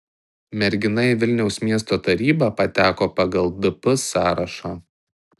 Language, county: Lithuanian, Tauragė